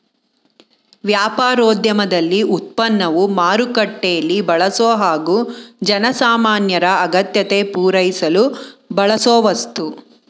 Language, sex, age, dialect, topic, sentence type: Kannada, female, 41-45, Mysore Kannada, agriculture, statement